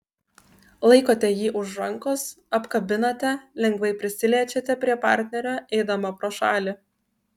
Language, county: Lithuanian, Kaunas